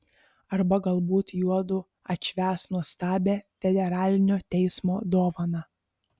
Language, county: Lithuanian, Panevėžys